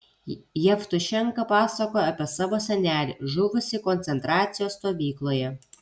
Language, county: Lithuanian, Kaunas